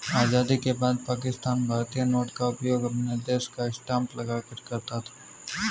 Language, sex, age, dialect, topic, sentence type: Hindi, male, 18-24, Kanauji Braj Bhasha, banking, statement